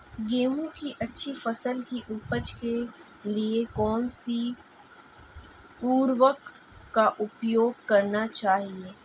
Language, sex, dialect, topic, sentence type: Hindi, female, Marwari Dhudhari, agriculture, question